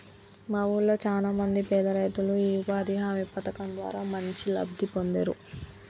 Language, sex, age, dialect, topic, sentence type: Telugu, female, 25-30, Telangana, banking, statement